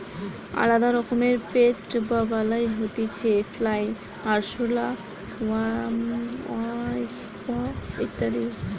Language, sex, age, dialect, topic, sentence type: Bengali, female, 18-24, Western, agriculture, statement